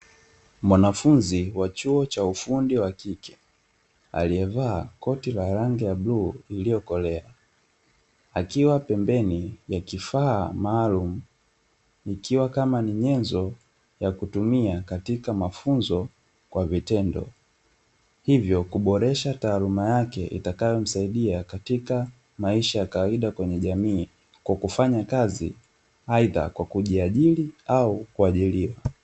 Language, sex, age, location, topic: Swahili, male, 25-35, Dar es Salaam, education